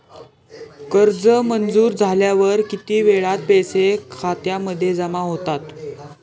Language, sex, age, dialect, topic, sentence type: Marathi, male, 18-24, Standard Marathi, banking, question